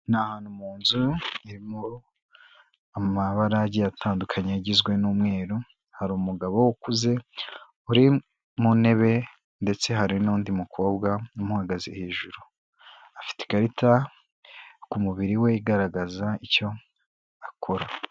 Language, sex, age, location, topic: Kinyarwanda, female, 25-35, Kigali, health